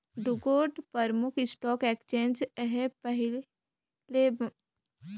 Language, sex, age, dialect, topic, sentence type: Chhattisgarhi, female, 18-24, Northern/Bhandar, banking, statement